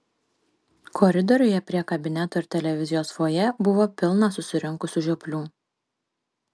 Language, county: Lithuanian, Panevėžys